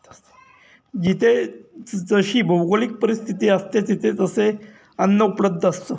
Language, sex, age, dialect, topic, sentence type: Marathi, male, 36-40, Standard Marathi, agriculture, statement